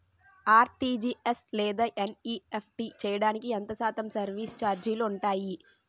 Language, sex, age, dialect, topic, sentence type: Telugu, female, 18-24, Utterandhra, banking, question